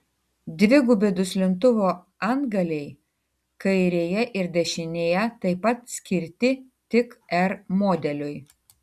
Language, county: Lithuanian, Tauragė